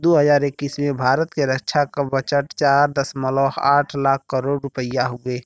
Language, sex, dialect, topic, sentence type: Bhojpuri, male, Western, banking, statement